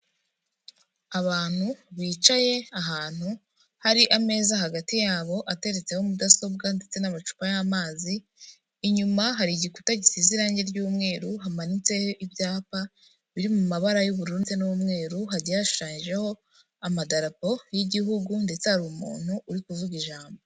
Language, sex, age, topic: Kinyarwanda, female, 25-35, government